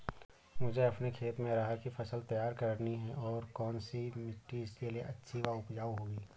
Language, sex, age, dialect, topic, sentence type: Hindi, male, 18-24, Awadhi Bundeli, agriculture, question